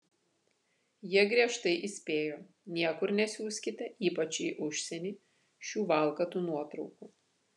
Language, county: Lithuanian, Vilnius